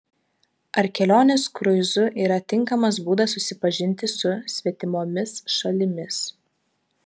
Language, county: Lithuanian, Vilnius